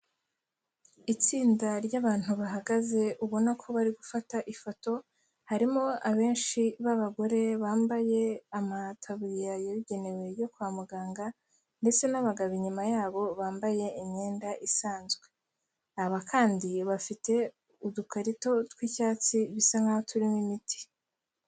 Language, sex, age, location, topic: Kinyarwanda, female, 18-24, Kigali, health